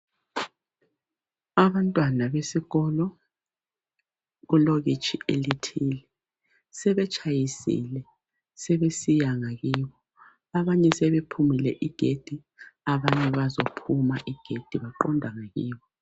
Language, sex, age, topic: North Ndebele, female, 36-49, education